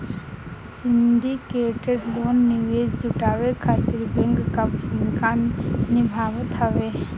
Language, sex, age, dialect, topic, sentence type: Bhojpuri, female, 18-24, Northern, banking, statement